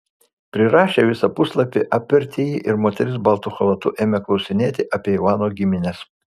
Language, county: Lithuanian, Vilnius